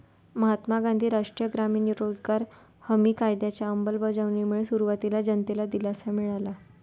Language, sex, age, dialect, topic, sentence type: Marathi, female, 18-24, Varhadi, banking, statement